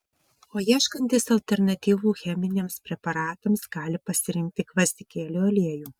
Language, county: Lithuanian, Vilnius